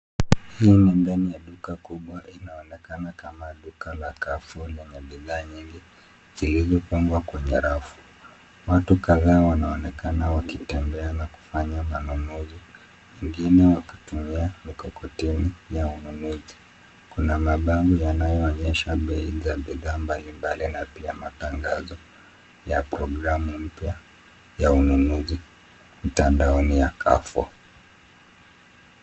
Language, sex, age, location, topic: Swahili, male, 25-35, Nairobi, finance